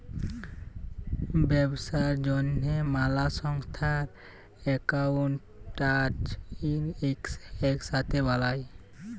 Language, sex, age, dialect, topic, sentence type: Bengali, male, 18-24, Jharkhandi, banking, statement